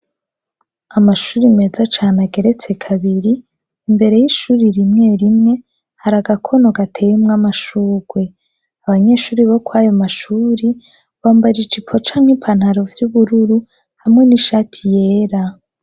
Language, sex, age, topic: Rundi, female, 25-35, education